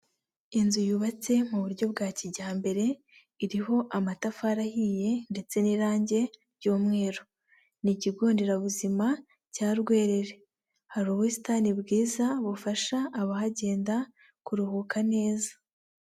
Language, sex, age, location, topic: Kinyarwanda, female, 25-35, Huye, health